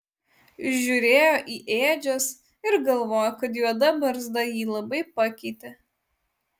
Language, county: Lithuanian, Utena